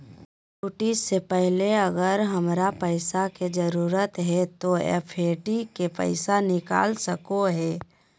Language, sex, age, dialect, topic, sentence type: Magahi, female, 46-50, Southern, banking, question